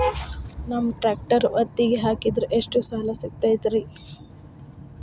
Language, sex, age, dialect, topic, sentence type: Kannada, female, 25-30, Dharwad Kannada, banking, question